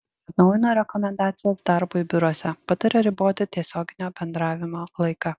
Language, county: Lithuanian, Panevėžys